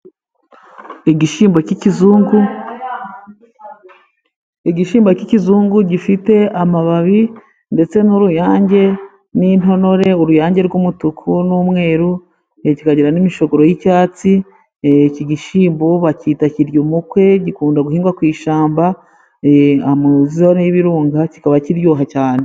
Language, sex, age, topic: Kinyarwanda, female, 36-49, agriculture